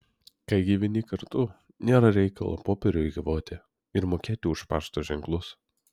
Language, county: Lithuanian, Vilnius